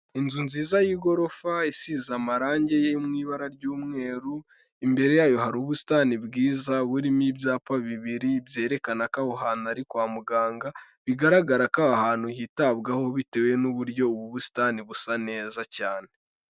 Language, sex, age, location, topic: Kinyarwanda, male, 18-24, Kigali, health